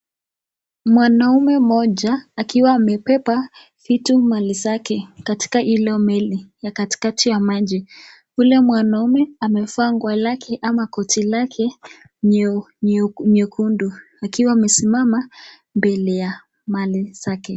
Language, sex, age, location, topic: Swahili, female, 18-24, Nakuru, health